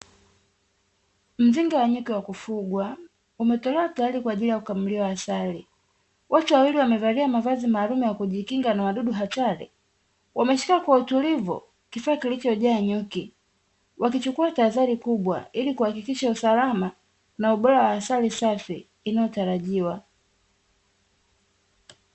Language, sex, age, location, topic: Swahili, female, 25-35, Dar es Salaam, agriculture